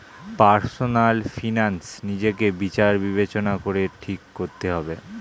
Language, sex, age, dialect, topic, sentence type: Bengali, male, 18-24, Standard Colloquial, banking, statement